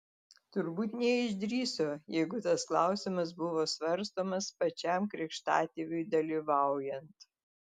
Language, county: Lithuanian, Telšiai